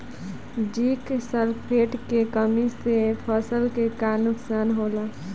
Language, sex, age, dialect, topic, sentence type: Bhojpuri, female, 18-24, Southern / Standard, agriculture, question